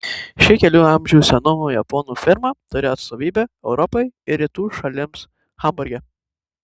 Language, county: Lithuanian, Tauragė